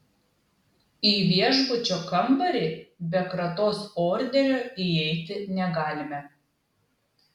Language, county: Lithuanian, Klaipėda